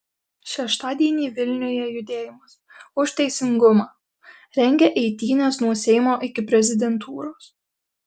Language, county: Lithuanian, Alytus